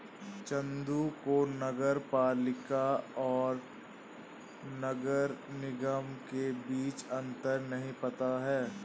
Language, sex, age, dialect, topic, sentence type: Hindi, male, 18-24, Hindustani Malvi Khadi Boli, banking, statement